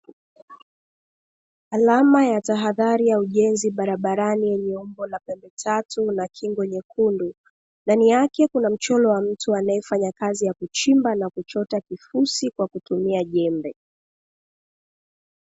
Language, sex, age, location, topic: Swahili, female, 25-35, Dar es Salaam, government